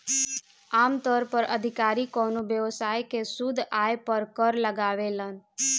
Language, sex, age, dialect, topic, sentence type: Bhojpuri, female, 18-24, Southern / Standard, banking, statement